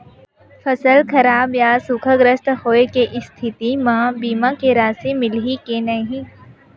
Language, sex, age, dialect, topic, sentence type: Chhattisgarhi, female, 18-24, Western/Budati/Khatahi, agriculture, question